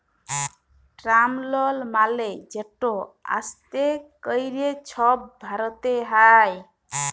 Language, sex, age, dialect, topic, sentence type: Bengali, female, 18-24, Jharkhandi, banking, statement